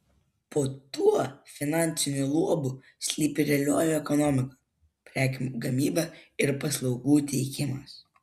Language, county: Lithuanian, Vilnius